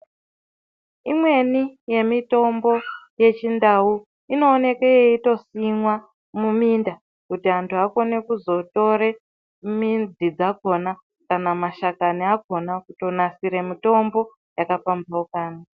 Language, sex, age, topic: Ndau, female, 50+, health